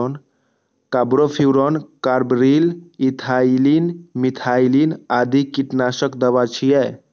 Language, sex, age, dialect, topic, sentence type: Maithili, male, 18-24, Eastern / Thethi, agriculture, statement